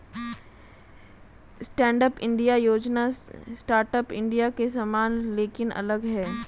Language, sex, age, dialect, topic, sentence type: Hindi, female, 18-24, Marwari Dhudhari, banking, statement